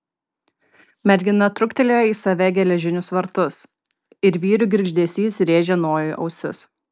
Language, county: Lithuanian, Kaunas